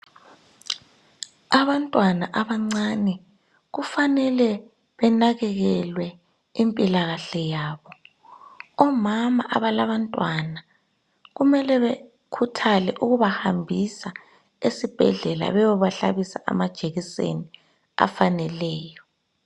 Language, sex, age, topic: North Ndebele, male, 18-24, health